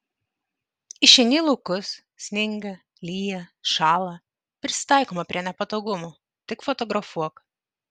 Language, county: Lithuanian, Vilnius